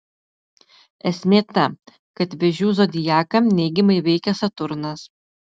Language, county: Lithuanian, Utena